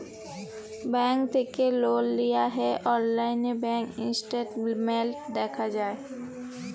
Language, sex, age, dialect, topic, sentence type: Bengali, female, 18-24, Jharkhandi, banking, statement